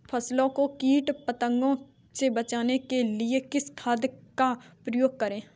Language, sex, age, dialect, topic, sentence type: Hindi, female, 18-24, Kanauji Braj Bhasha, agriculture, question